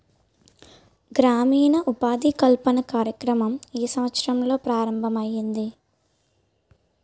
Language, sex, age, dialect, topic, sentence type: Telugu, female, 18-24, Utterandhra, banking, question